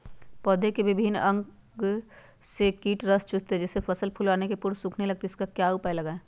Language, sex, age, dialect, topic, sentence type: Magahi, female, 31-35, Western, agriculture, question